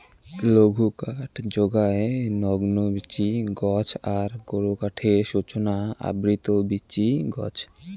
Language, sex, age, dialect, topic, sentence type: Bengali, male, 18-24, Rajbangshi, agriculture, statement